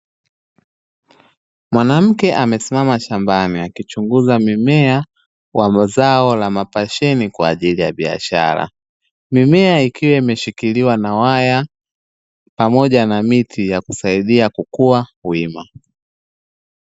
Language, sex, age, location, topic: Swahili, male, 25-35, Dar es Salaam, agriculture